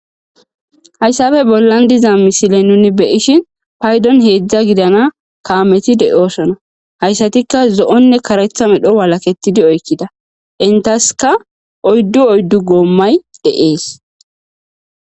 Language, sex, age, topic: Gamo, female, 25-35, agriculture